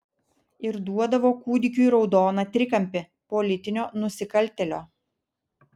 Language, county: Lithuanian, Vilnius